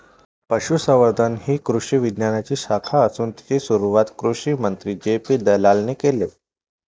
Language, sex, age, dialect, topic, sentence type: Marathi, male, 18-24, Varhadi, agriculture, statement